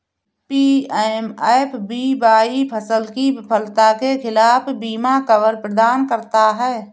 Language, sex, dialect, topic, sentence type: Hindi, female, Awadhi Bundeli, banking, statement